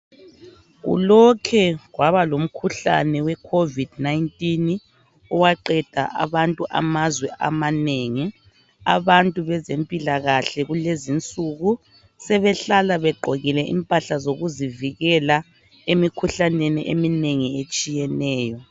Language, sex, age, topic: North Ndebele, male, 25-35, health